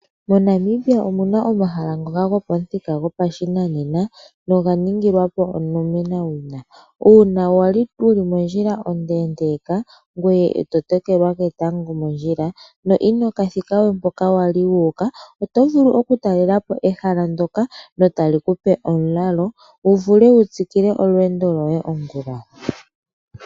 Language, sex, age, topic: Oshiwambo, female, 25-35, agriculture